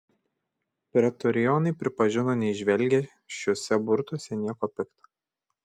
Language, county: Lithuanian, Šiauliai